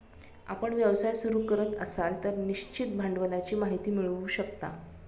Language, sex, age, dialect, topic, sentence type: Marathi, female, 36-40, Standard Marathi, banking, statement